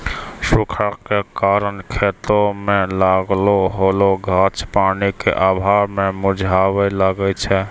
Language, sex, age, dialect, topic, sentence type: Maithili, male, 60-100, Angika, agriculture, statement